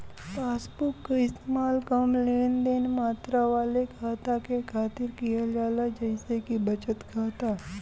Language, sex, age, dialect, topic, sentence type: Bhojpuri, female, 18-24, Western, banking, statement